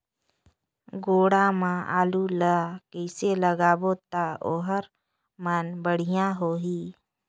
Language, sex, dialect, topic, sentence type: Chhattisgarhi, female, Northern/Bhandar, agriculture, question